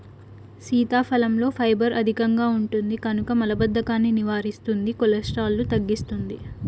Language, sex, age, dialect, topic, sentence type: Telugu, female, 18-24, Southern, agriculture, statement